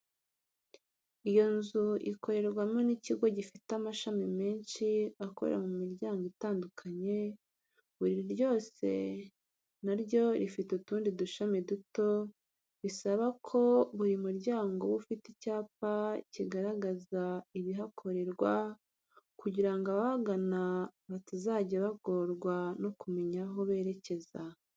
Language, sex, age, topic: Kinyarwanda, female, 36-49, education